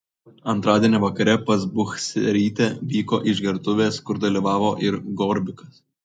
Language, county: Lithuanian, Kaunas